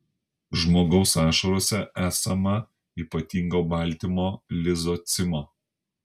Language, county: Lithuanian, Panevėžys